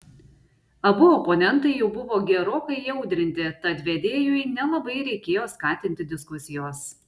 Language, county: Lithuanian, Šiauliai